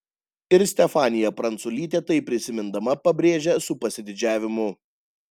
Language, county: Lithuanian, Panevėžys